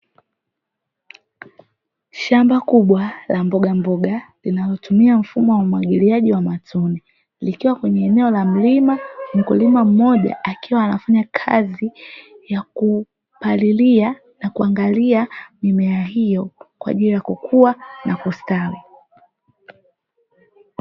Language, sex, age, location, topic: Swahili, female, 18-24, Dar es Salaam, agriculture